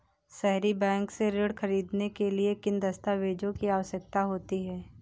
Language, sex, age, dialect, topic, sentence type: Hindi, female, 18-24, Awadhi Bundeli, banking, question